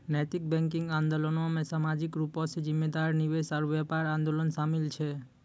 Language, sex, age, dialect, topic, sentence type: Maithili, male, 18-24, Angika, banking, statement